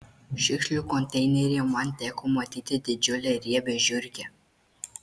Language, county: Lithuanian, Marijampolė